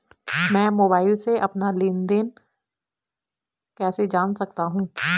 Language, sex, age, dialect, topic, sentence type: Hindi, female, 25-30, Garhwali, banking, question